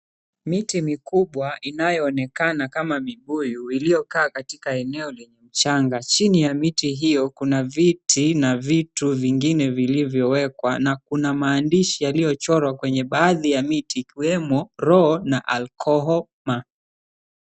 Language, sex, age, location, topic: Swahili, male, 25-35, Mombasa, agriculture